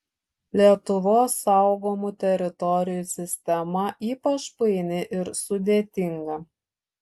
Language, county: Lithuanian, Šiauliai